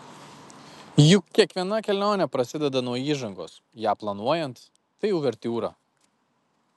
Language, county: Lithuanian, Kaunas